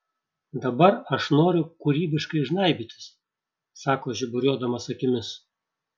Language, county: Lithuanian, Šiauliai